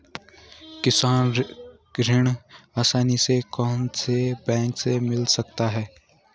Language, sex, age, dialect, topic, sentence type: Hindi, male, 18-24, Garhwali, banking, question